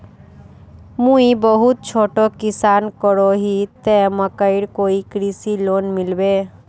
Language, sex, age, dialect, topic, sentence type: Magahi, female, 41-45, Northeastern/Surjapuri, agriculture, question